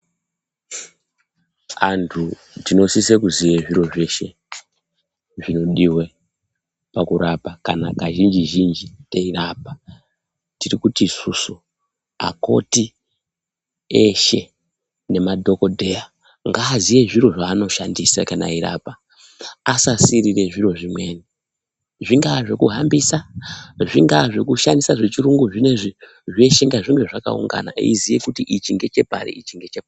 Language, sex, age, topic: Ndau, male, 25-35, health